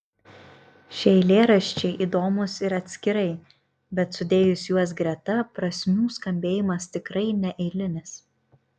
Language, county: Lithuanian, Kaunas